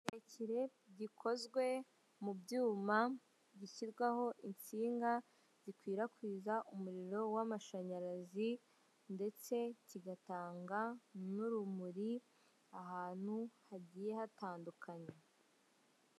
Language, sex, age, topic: Kinyarwanda, female, 18-24, government